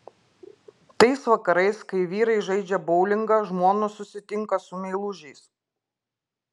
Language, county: Lithuanian, Klaipėda